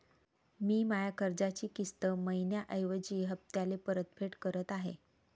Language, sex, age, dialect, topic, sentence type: Marathi, female, 36-40, Varhadi, banking, statement